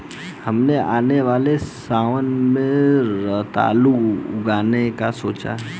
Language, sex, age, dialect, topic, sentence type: Hindi, male, 18-24, Hindustani Malvi Khadi Boli, agriculture, statement